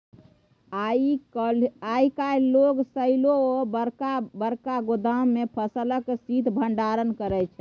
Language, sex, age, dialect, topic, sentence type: Maithili, female, 18-24, Bajjika, agriculture, statement